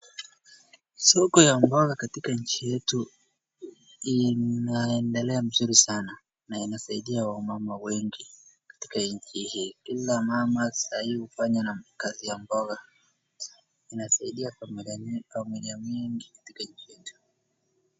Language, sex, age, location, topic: Swahili, male, 36-49, Wajir, finance